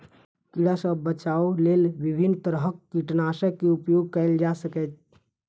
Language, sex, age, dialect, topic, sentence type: Maithili, male, 25-30, Eastern / Thethi, agriculture, statement